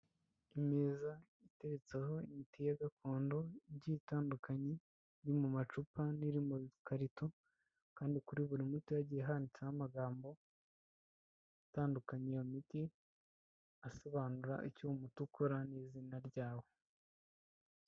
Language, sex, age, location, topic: Kinyarwanda, female, 25-35, Kigali, health